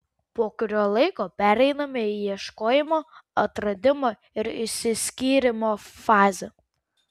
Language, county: Lithuanian, Kaunas